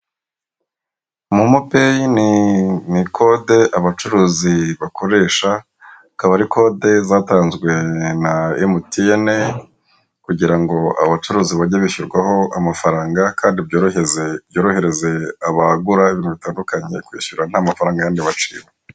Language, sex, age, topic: Kinyarwanda, male, 25-35, finance